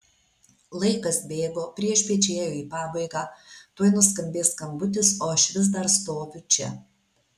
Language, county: Lithuanian, Alytus